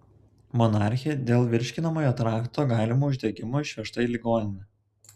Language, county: Lithuanian, Telšiai